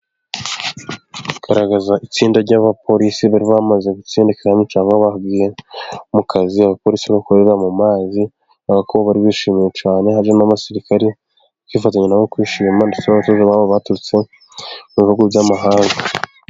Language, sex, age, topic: Kinyarwanda, male, 18-24, government